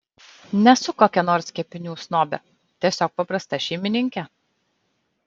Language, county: Lithuanian, Kaunas